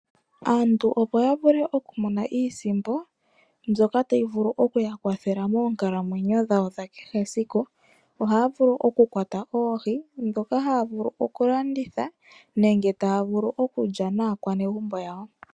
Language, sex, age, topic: Oshiwambo, male, 25-35, agriculture